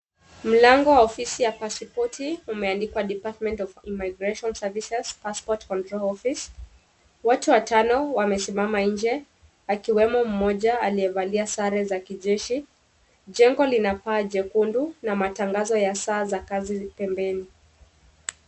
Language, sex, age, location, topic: Swahili, female, 25-35, Kisumu, government